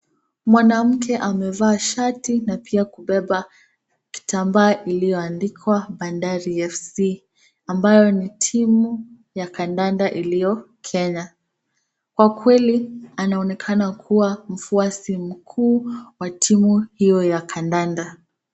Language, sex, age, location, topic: Swahili, female, 25-35, Nakuru, government